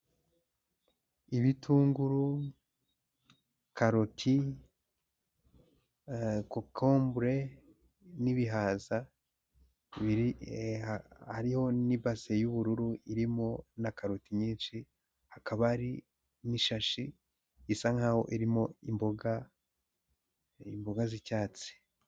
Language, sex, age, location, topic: Kinyarwanda, male, 18-24, Huye, agriculture